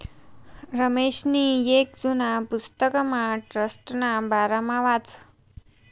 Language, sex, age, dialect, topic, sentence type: Marathi, female, 18-24, Northern Konkan, banking, statement